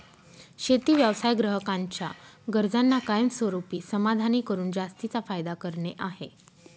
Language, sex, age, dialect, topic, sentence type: Marathi, female, 25-30, Northern Konkan, agriculture, statement